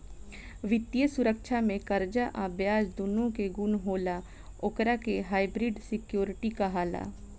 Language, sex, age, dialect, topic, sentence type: Bhojpuri, female, 25-30, Southern / Standard, banking, statement